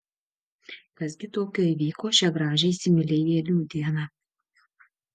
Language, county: Lithuanian, Šiauliai